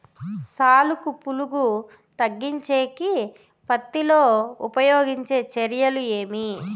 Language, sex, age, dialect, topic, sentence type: Telugu, female, 25-30, Southern, agriculture, question